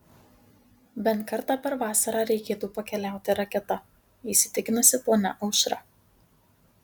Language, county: Lithuanian, Marijampolė